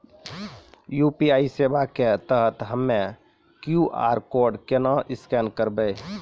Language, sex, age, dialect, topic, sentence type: Maithili, male, 25-30, Angika, banking, question